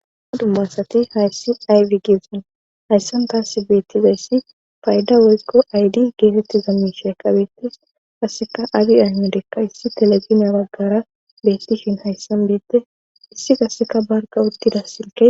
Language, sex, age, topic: Gamo, female, 25-35, government